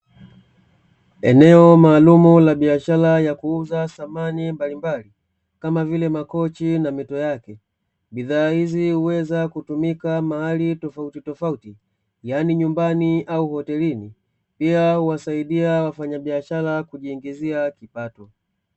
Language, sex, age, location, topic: Swahili, male, 25-35, Dar es Salaam, finance